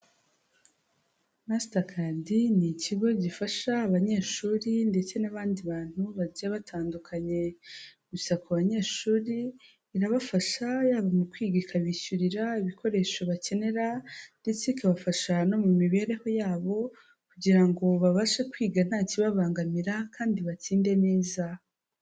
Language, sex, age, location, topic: Kinyarwanda, female, 18-24, Huye, finance